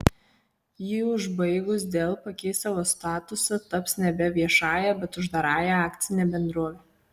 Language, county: Lithuanian, Kaunas